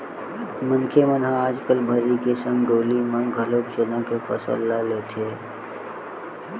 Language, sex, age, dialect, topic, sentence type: Chhattisgarhi, male, 18-24, Western/Budati/Khatahi, agriculture, statement